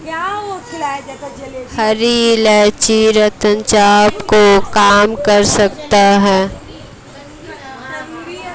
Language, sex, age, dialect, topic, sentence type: Hindi, female, 18-24, Hindustani Malvi Khadi Boli, agriculture, statement